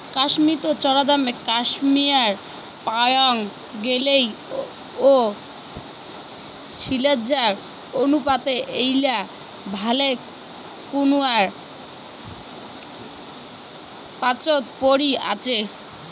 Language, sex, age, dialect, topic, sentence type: Bengali, female, 18-24, Rajbangshi, agriculture, statement